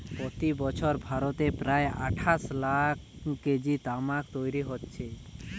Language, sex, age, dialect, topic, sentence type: Bengali, male, 18-24, Western, agriculture, statement